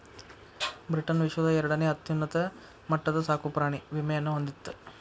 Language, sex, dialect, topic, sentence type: Kannada, male, Dharwad Kannada, banking, statement